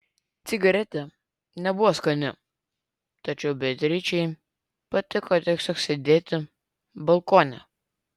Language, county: Lithuanian, Vilnius